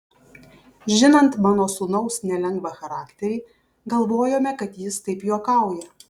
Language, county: Lithuanian, Kaunas